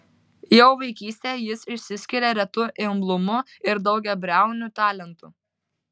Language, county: Lithuanian, Vilnius